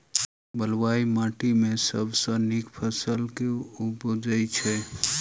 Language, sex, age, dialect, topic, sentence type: Maithili, male, 31-35, Southern/Standard, agriculture, question